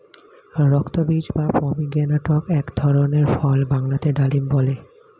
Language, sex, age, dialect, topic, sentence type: Bengali, male, 25-30, Standard Colloquial, agriculture, statement